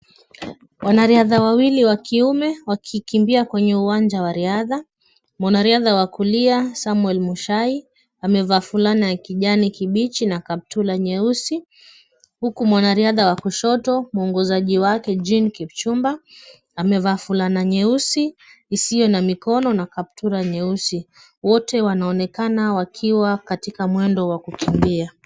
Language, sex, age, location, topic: Swahili, female, 25-35, Kisumu, education